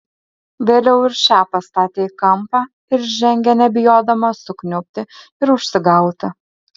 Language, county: Lithuanian, Alytus